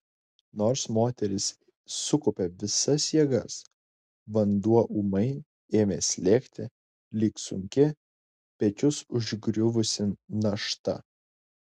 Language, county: Lithuanian, Klaipėda